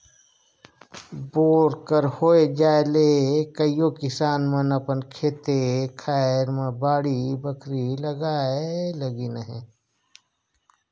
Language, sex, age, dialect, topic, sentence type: Chhattisgarhi, male, 46-50, Northern/Bhandar, agriculture, statement